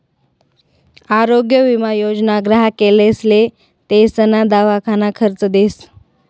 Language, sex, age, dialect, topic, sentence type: Marathi, female, 18-24, Northern Konkan, banking, statement